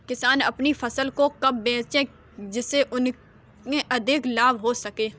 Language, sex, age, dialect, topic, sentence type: Hindi, female, 18-24, Kanauji Braj Bhasha, agriculture, question